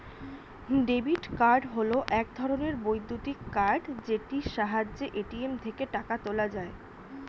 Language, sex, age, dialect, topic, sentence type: Bengali, female, 25-30, Standard Colloquial, banking, statement